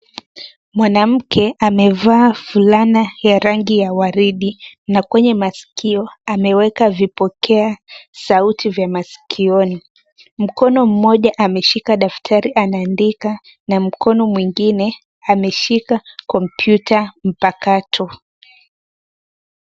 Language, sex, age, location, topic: Swahili, female, 18-24, Nairobi, education